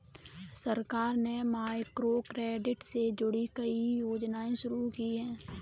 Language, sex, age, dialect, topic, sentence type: Hindi, female, 18-24, Kanauji Braj Bhasha, banking, statement